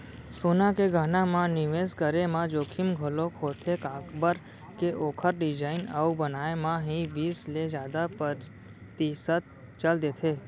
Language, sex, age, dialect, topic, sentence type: Chhattisgarhi, male, 18-24, Central, banking, statement